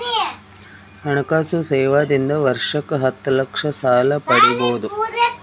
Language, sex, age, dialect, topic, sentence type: Kannada, female, 41-45, Northeastern, banking, question